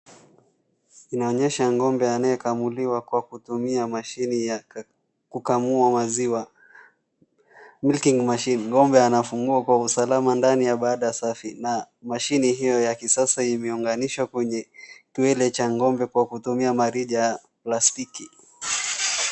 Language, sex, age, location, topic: Swahili, male, 25-35, Wajir, agriculture